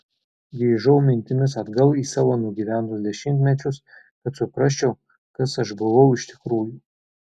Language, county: Lithuanian, Telšiai